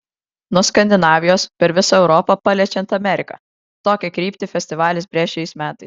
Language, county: Lithuanian, Kaunas